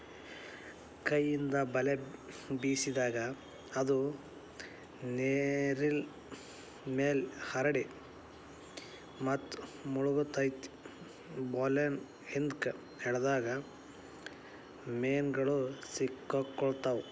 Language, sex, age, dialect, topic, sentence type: Kannada, male, 31-35, Dharwad Kannada, agriculture, statement